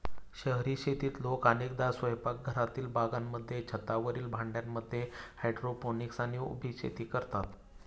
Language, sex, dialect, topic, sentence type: Marathi, male, Standard Marathi, agriculture, statement